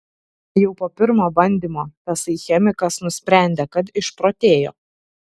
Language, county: Lithuanian, Šiauliai